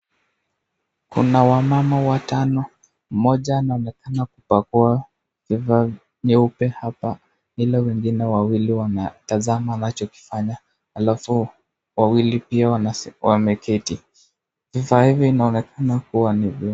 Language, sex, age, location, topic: Swahili, male, 18-24, Nakuru, agriculture